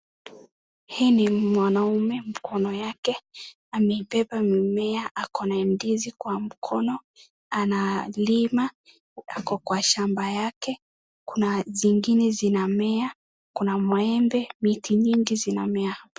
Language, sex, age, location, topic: Swahili, male, 18-24, Wajir, agriculture